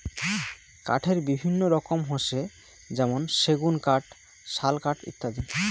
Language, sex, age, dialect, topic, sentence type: Bengali, male, 25-30, Rajbangshi, agriculture, statement